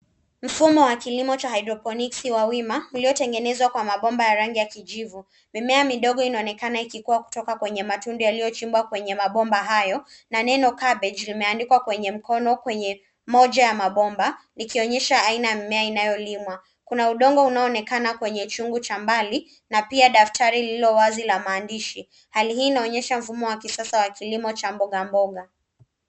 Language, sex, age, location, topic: Swahili, female, 18-24, Nairobi, agriculture